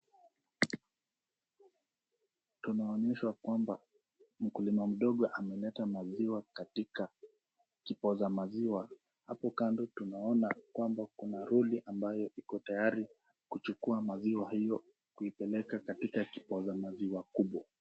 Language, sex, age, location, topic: Swahili, male, 18-24, Nakuru, agriculture